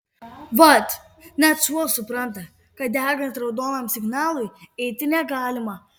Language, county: Lithuanian, Kaunas